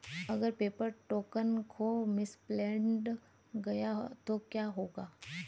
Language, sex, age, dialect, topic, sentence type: Hindi, female, 31-35, Hindustani Malvi Khadi Boli, banking, question